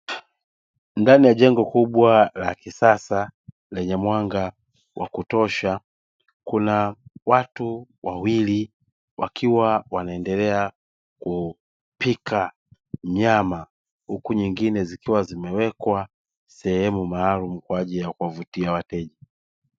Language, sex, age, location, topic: Swahili, male, 18-24, Dar es Salaam, finance